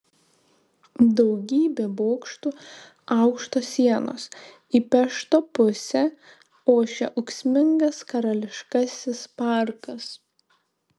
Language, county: Lithuanian, Šiauliai